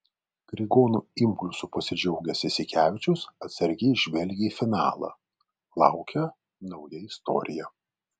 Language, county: Lithuanian, Vilnius